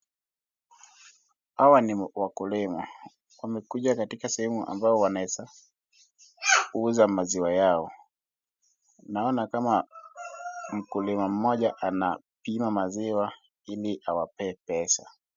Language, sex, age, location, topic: Swahili, male, 18-24, Wajir, agriculture